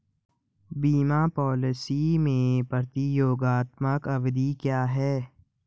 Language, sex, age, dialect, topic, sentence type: Hindi, male, 18-24, Hindustani Malvi Khadi Boli, banking, question